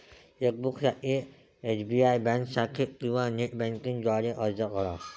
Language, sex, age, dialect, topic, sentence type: Marathi, male, 18-24, Varhadi, banking, statement